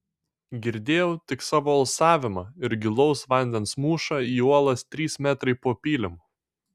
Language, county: Lithuanian, Šiauliai